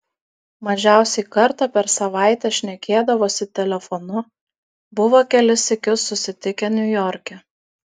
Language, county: Lithuanian, Kaunas